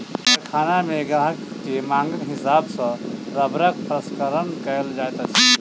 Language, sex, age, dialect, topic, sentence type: Maithili, male, 31-35, Southern/Standard, agriculture, statement